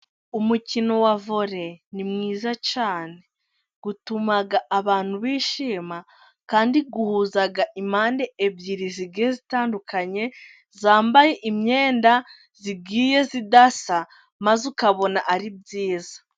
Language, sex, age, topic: Kinyarwanda, female, 18-24, government